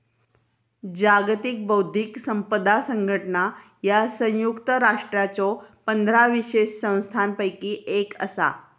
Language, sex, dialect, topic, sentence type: Marathi, female, Southern Konkan, banking, statement